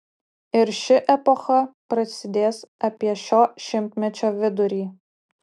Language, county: Lithuanian, Utena